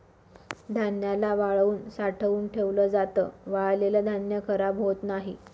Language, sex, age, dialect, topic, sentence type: Marathi, female, 25-30, Northern Konkan, agriculture, statement